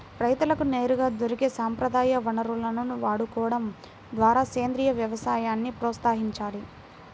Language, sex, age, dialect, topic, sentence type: Telugu, female, 18-24, Central/Coastal, agriculture, statement